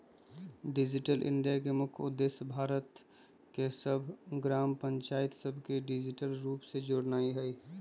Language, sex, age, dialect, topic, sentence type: Magahi, male, 25-30, Western, banking, statement